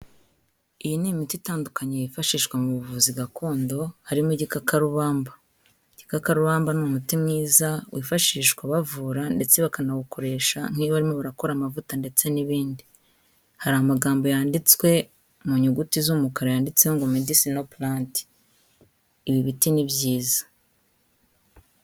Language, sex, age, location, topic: Kinyarwanda, female, 25-35, Kigali, health